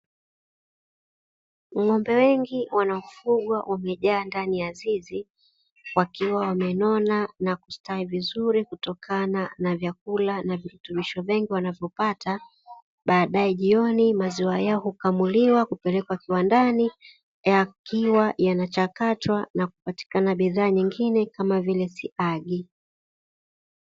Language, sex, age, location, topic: Swahili, female, 18-24, Dar es Salaam, agriculture